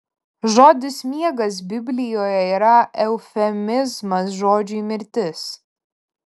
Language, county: Lithuanian, Vilnius